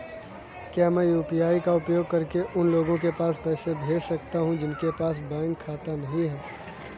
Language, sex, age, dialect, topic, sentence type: Hindi, male, 18-24, Kanauji Braj Bhasha, banking, question